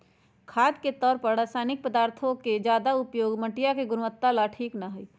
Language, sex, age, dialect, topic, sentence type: Magahi, female, 56-60, Western, agriculture, statement